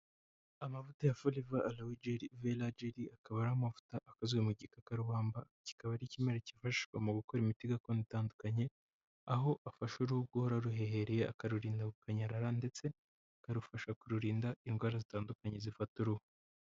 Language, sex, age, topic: Kinyarwanda, female, 25-35, health